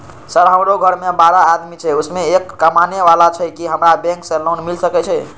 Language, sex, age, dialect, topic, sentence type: Maithili, male, 18-24, Eastern / Thethi, banking, question